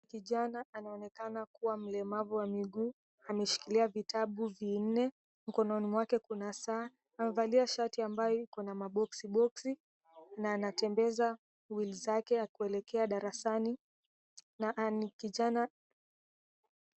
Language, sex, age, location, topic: Swahili, female, 18-24, Mombasa, education